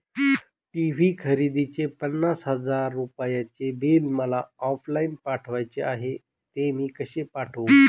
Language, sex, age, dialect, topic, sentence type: Marathi, male, 41-45, Northern Konkan, banking, question